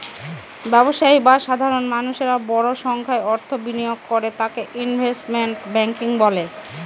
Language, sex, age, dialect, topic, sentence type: Bengali, female, 31-35, Northern/Varendri, banking, statement